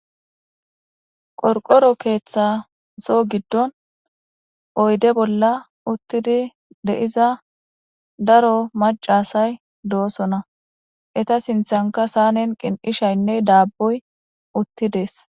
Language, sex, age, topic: Gamo, female, 18-24, government